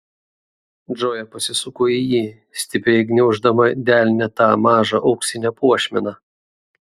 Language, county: Lithuanian, Šiauliai